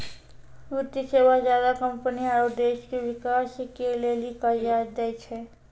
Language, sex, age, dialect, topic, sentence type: Maithili, female, 18-24, Angika, banking, statement